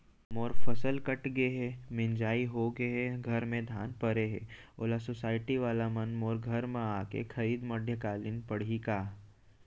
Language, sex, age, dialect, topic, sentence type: Chhattisgarhi, male, 18-24, Central, agriculture, question